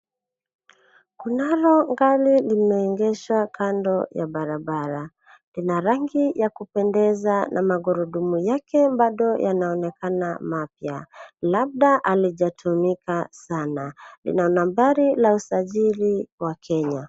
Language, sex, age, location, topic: Swahili, female, 18-24, Nairobi, finance